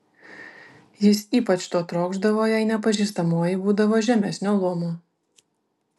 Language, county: Lithuanian, Vilnius